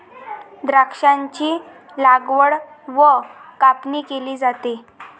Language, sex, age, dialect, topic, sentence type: Marathi, female, 18-24, Varhadi, agriculture, statement